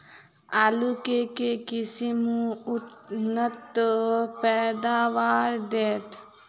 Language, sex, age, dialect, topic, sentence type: Maithili, female, 18-24, Southern/Standard, agriculture, question